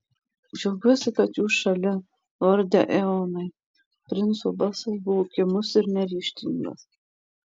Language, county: Lithuanian, Marijampolė